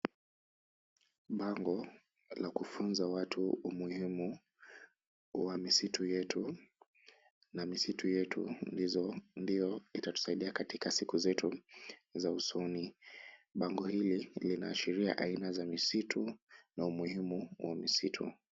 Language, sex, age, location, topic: Swahili, male, 25-35, Kisumu, education